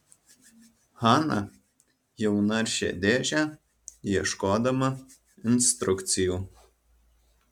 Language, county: Lithuanian, Alytus